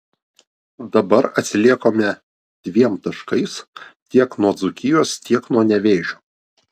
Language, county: Lithuanian, Vilnius